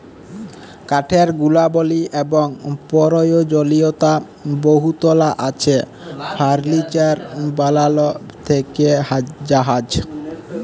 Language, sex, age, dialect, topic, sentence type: Bengali, male, 18-24, Jharkhandi, agriculture, statement